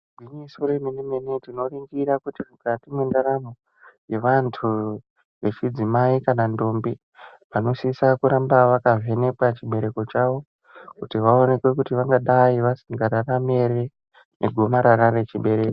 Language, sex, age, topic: Ndau, male, 18-24, health